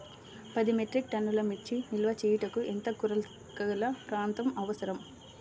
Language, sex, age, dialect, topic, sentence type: Telugu, female, 25-30, Central/Coastal, agriculture, question